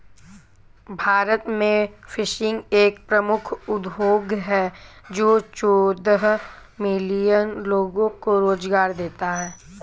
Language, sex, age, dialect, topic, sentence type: Hindi, male, 18-24, Kanauji Braj Bhasha, agriculture, statement